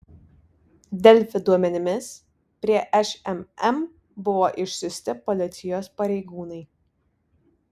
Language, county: Lithuanian, Vilnius